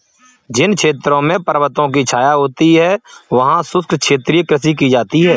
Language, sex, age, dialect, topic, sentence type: Hindi, male, 25-30, Kanauji Braj Bhasha, agriculture, statement